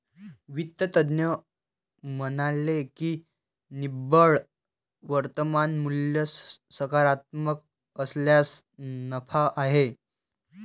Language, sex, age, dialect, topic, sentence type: Marathi, male, 18-24, Varhadi, banking, statement